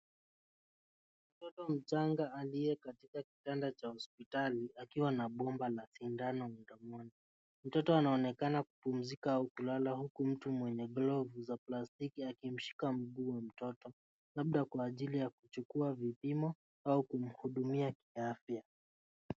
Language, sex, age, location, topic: Swahili, male, 25-35, Nairobi, health